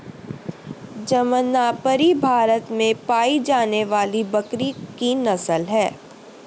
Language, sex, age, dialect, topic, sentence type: Hindi, female, 31-35, Hindustani Malvi Khadi Boli, agriculture, statement